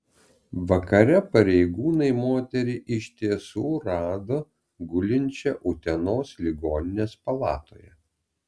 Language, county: Lithuanian, Vilnius